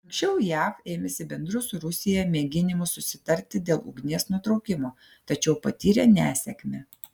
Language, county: Lithuanian, Klaipėda